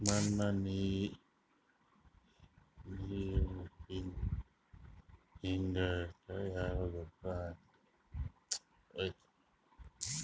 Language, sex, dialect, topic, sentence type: Kannada, male, Northeastern, agriculture, question